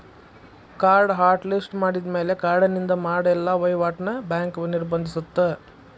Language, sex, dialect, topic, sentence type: Kannada, male, Dharwad Kannada, banking, statement